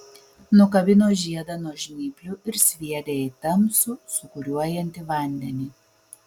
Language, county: Lithuanian, Vilnius